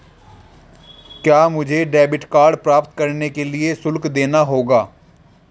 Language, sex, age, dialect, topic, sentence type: Hindi, male, 18-24, Marwari Dhudhari, banking, question